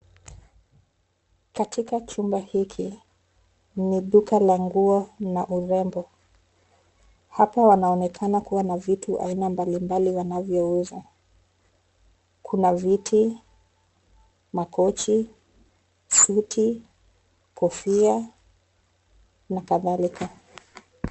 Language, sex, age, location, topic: Swahili, female, 25-35, Nairobi, finance